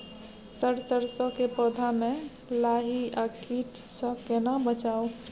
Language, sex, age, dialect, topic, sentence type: Maithili, female, 25-30, Bajjika, agriculture, question